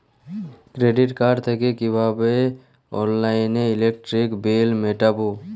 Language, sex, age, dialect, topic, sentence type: Bengali, male, 18-24, Jharkhandi, banking, question